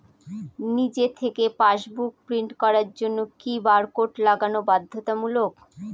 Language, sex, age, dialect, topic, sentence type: Bengali, female, 36-40, Northern/Varendri, banking, question